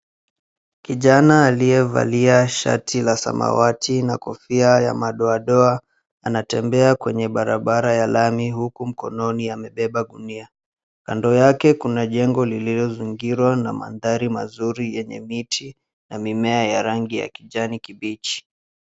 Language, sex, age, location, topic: Swahili, male, 18-24, Mombasa, agriculture